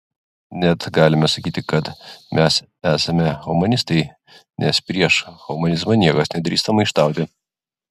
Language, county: Lithuanian, Klaipėda